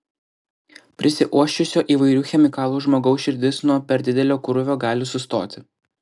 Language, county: Lithuanian, Klaipėda